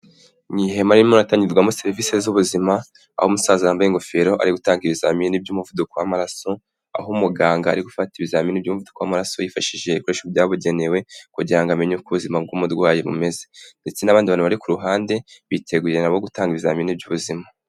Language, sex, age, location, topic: Kinyarwanda, male, 18-24, Kigali, health